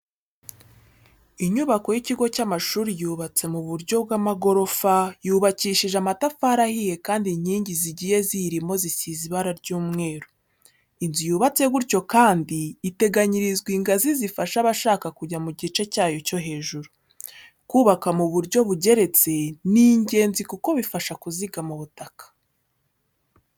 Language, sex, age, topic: Kinyarwanda, female, 18-24, education